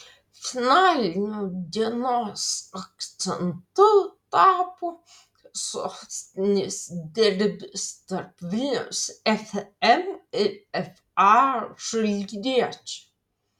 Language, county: Lithuanian, Vilnius